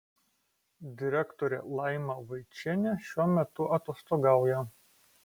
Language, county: Lithuanian, Kaunas